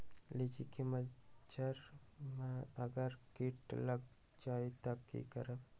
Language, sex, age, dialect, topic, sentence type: Magahi, male, 18-24, Western, agriculture, question